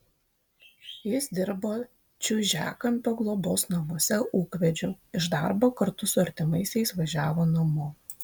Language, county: Lithuanian, Vilnius